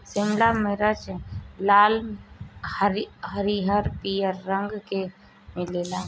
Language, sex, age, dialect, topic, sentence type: Bhojpuri, female, 25-30, Northern, agriculture, statement